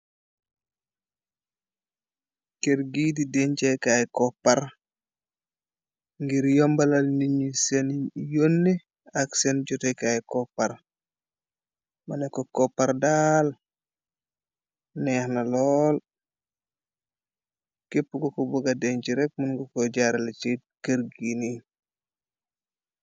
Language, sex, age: Wolof, male, 25-35